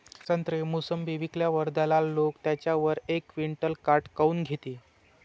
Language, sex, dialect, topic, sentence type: Marathi, male, Varhadi, agriculture, question